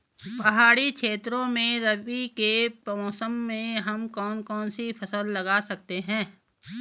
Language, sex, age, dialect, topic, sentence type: Hindi, female, 41-45, Garhwali, agriculture, question